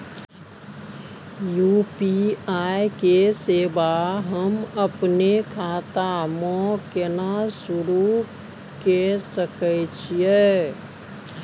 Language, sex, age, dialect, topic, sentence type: Maithili, female, 56-60, Bajjika, banking, question